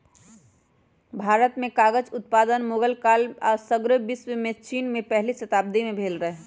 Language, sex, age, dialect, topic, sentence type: Magahi, female, 31-35, Western, agriculture, statement